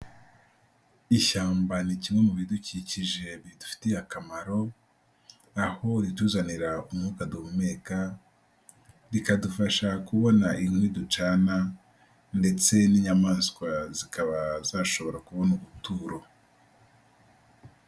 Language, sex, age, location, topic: Kinyarwanda, male, 18-24, Nyagatare, agriculture